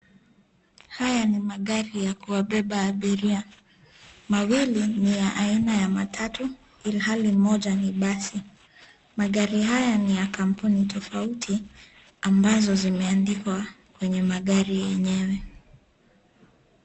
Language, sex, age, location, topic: Swahili, female, 25-35, Nairobi, government